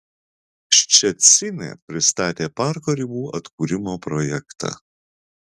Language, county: Lithuanian, Vilnius